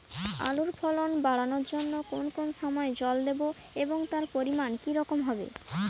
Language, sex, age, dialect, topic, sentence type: Bengali, female, 18-24, Rajbangshi, agriculture, question